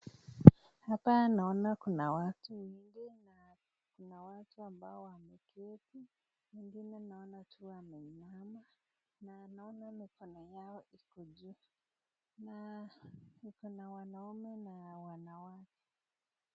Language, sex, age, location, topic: Swahili, female, 18-24, Nakuru, health